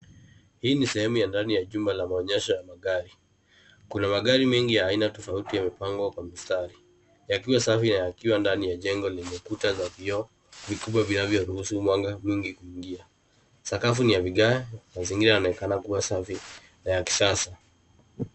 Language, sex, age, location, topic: Swahili, female, 50+, Nairobi, finance